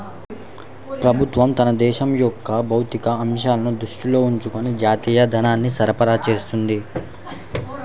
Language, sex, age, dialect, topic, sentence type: Telugu, male, 51-55, Central/Coastal, banking, statement